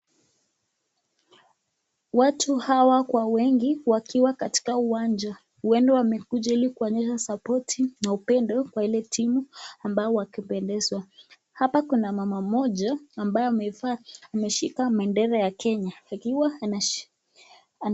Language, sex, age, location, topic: Swahili, female, 25-35, Nakuru, government